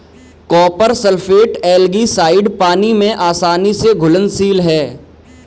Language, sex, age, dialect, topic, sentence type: Hindi, male, 18-24, Kanauji Braj Bhasha, agriculture, statement